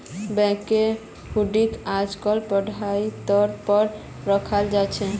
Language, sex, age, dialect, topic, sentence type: Magahi, male, 18-24, Northeastern/Surjapuri, banking, statement